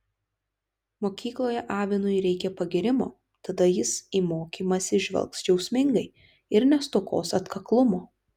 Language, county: Lithuanian, Telšiai